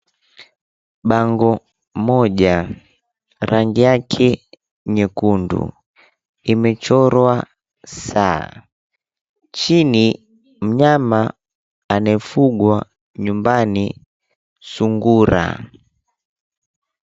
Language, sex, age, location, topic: Swahili, female, 18-24, Mombasa, education